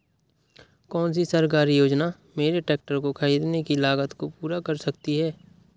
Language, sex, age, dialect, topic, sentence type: Hindi, male, 18-24, Awadhi Bundeli, agriculture, question